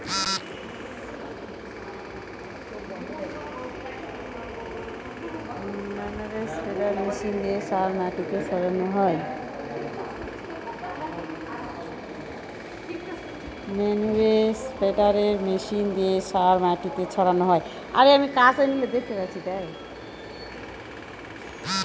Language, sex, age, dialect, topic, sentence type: Bengali, female, 41-45, Northern/Varendri, agriculture, statement